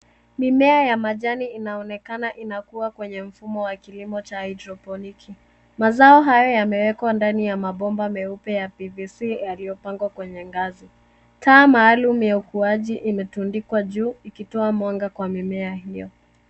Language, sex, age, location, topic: Swahili, female, 18-24, Nairobi, agriculture